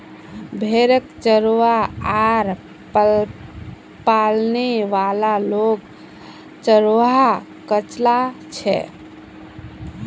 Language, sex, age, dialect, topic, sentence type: Magahi, female, 25-30, Northeastern/Surjapuri, agriculture, statement